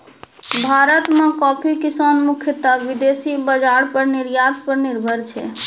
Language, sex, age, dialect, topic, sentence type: Maithili, female, 25-30, Angika, agriculture, statement